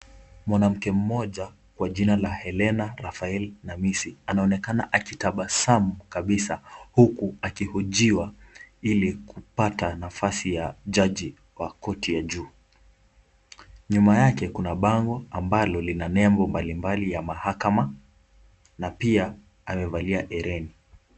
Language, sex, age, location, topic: Swahili, male, 18-24, Kisumu, government